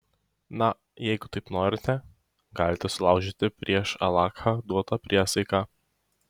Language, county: Lithuanian, Šiauliai